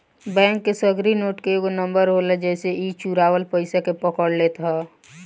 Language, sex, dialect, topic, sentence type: Bhojpuri, female, Northern, banking, statement